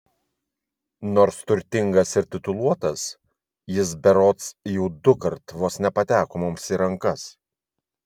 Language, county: Lithuanian, Vilnius